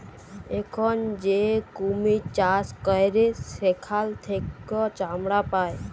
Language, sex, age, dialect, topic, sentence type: Bengali, male, 31-35, Jharkhandi, agriculture, statement